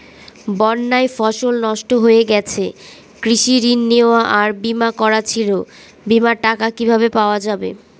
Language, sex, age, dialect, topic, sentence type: Bengali, female, 18-24, Northern/Varendri, banking, question